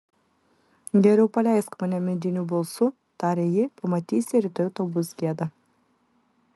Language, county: Lithuanian, Vilnius